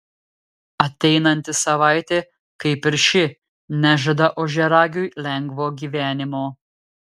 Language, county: Lithuanian, Telšiai